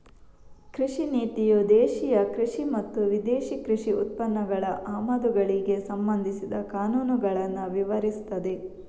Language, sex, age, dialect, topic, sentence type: Kannada, female, 18-24, Coastal/Dakshin, agriculture, statement